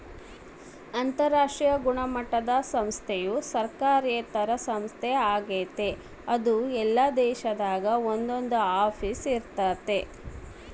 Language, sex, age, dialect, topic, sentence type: Kannada, female, 36-40, Central, banking, statement